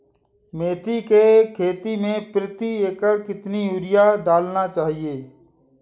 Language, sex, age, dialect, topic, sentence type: Hindi, male, 25-30, Awadhi Bundeli, agriculture, question